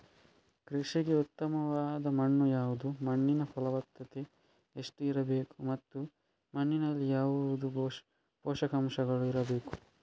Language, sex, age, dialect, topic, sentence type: Kannada, male, 25-30, Coastal/Dakshin, agriculture, question